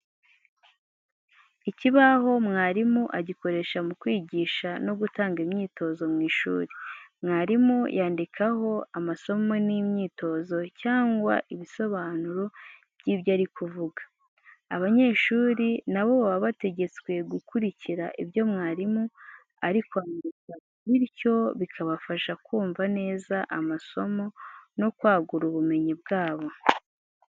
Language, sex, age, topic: Kinyarwanda, female, 25-35, education